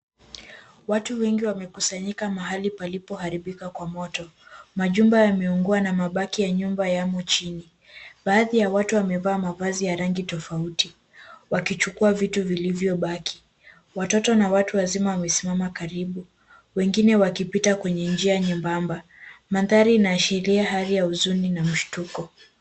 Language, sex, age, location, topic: Swahili, female, 18-24, Kisumu, health